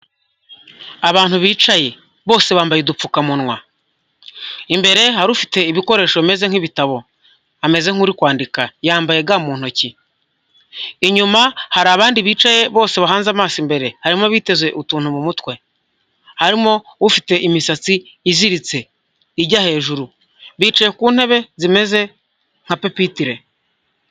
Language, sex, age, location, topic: Kinyarwanda, male, 25-35, Huye, health